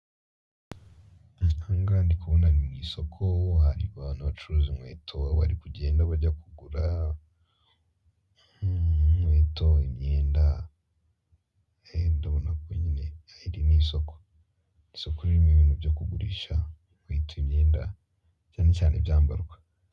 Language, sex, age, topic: Kinyarwanda, male, 18-24, finance